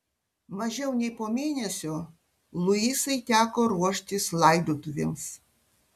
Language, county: Lithuanian, Panevėžys